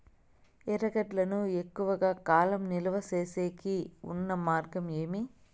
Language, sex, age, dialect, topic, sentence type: Telugu, female, 25-30, Southern, agriculture, question